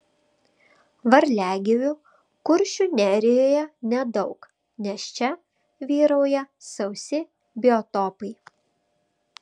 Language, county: Lithuanian, Vilnius